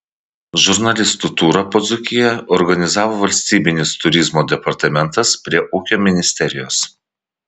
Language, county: Lithuanian, Vilnius